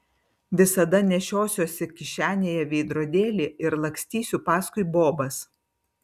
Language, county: Lithuanian, Vilnius